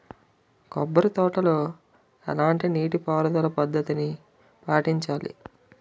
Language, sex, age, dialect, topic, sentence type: Telugu, male, 18-24, Utterandhra, agriculture, question